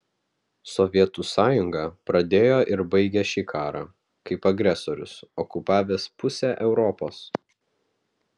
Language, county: Lithuanian, Vilnius